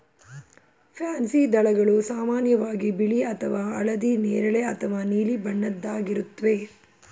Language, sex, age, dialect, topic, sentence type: Kannada, female, 36-40, Mysore Kannada, agriculture, statement